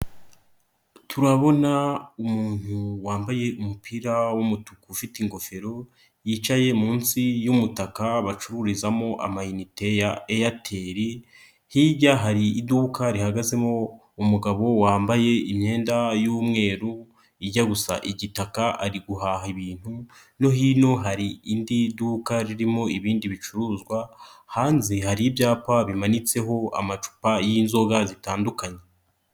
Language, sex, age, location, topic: Kinyarwanda, male, 25-35, Nyagatare, finance